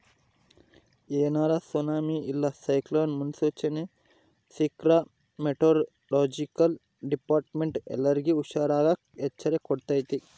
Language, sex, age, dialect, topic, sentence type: Kannada, male, 25-30, Central, agriculture, statement